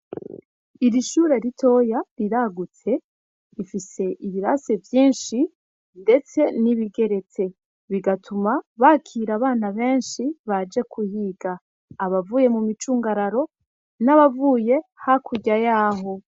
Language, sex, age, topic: Rundi, female, 25-35, education